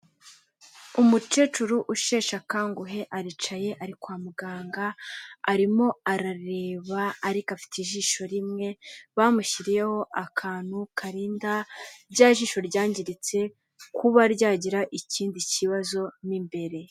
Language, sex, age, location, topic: Kinyarwanda, female, 18-24, Kigali, health